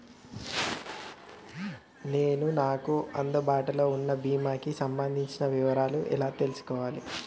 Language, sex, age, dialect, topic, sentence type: Telugu, male, 18-24, Telangana, banking, question